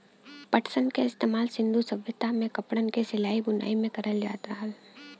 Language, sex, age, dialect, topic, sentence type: Bhojpuri, female, 18-24, Western, agriculture, statement